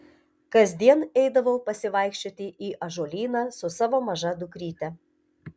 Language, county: Lithuanian, Telšiai